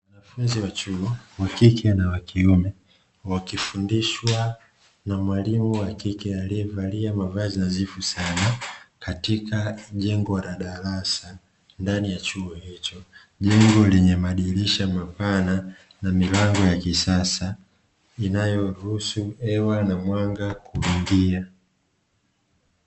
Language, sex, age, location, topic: Swahili, male, 25-35, Dar es Salaam, education